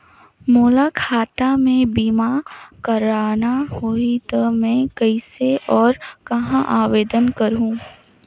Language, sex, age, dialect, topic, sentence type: Chhattisgarhi, female, 18-24, Northern/Bhandar, banking, question